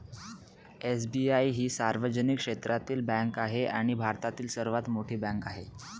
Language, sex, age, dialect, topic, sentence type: Marathi, male, 18-24, Northern Konkan, banking, statement